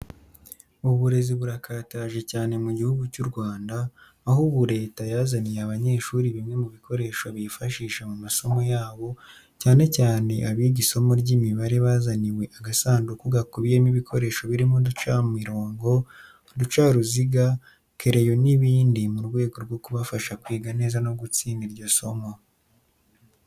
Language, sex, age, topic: Kinyarwanda, female, 25-35, education